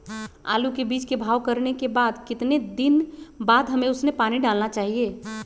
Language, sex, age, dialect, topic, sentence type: Magahi, female, 36-40, Western, agriculture, question